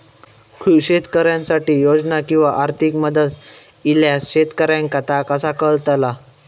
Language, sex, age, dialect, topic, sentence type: Marathi, male, 18-24, Southern Konkan, agriculture, question